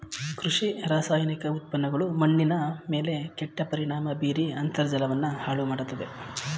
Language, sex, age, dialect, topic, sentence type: Kannada, male, 36-40, Mysore Kannada, agriculture, statement